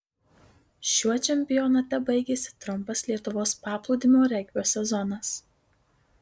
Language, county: Lithuanian, Marijampolė